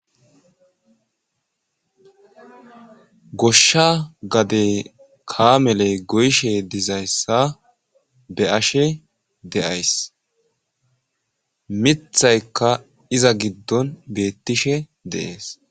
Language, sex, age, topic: Gamo, male, 25-35, agriculture